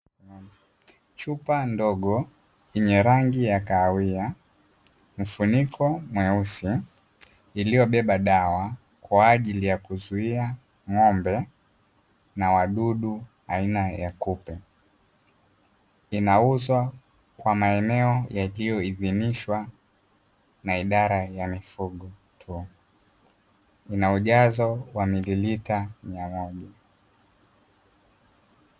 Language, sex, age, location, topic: Swahili, male, 18-24, Dar es Salaam, agriculture